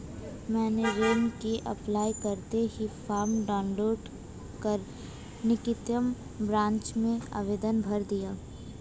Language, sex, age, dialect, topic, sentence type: Hindi, female, 18-24, Hindustani Malvi Khadi Boli, banking, statement